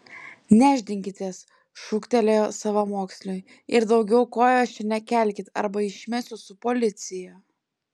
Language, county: Lithuanian, Klaipėda